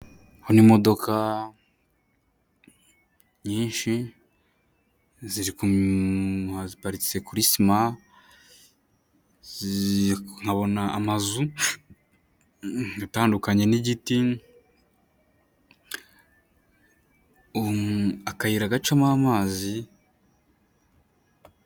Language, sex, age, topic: Kinyarwanda, male, 18-24, government